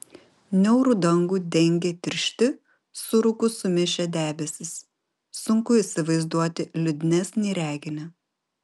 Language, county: Lithuanian, Vilnius